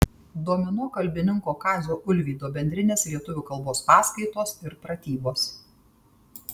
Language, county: Lithuanian, Tauragė